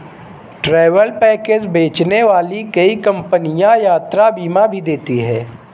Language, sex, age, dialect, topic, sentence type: Hindi, male, 18-24, Marwari Dhudhari, banking, statement